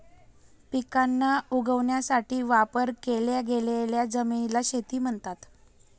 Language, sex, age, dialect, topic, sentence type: Marathi, female, 18-24, Northern Konkan, agriculture, statement